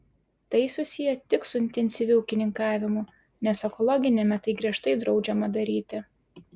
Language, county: Lithuanian, Klaipėda